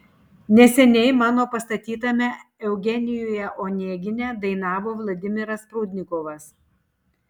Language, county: Lithuanian, Tauragė